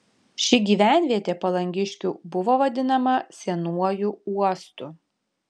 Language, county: Lithuanian, Panevėžys